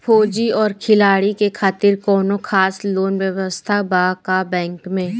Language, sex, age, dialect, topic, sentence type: Bhojpuri, female, 18-24, Southern / Standard, banking, question